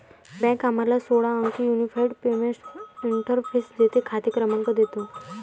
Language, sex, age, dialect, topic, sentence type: Marathi, female, 18-24, Varhadi, banking, statement